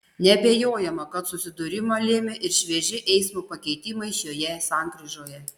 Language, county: Lithuanian, Panevėžys